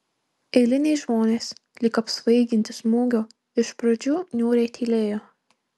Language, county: Lithuanian, Marijampolė